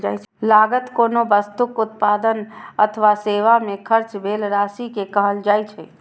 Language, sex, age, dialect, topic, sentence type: Maithili, female, 60-100, Eastern / Thethi, banking, statement